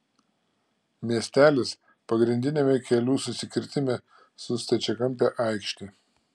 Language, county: Lithuanian, Klaipėda